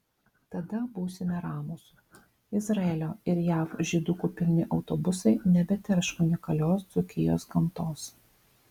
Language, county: Lithuanian, Vilnius